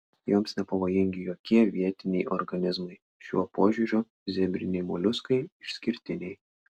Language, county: Lithuanian, Klaipėda